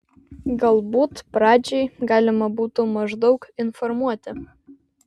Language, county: Lithuanian, Vilnius